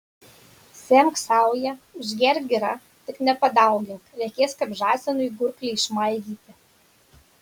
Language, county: Lithuanian, Marijampolė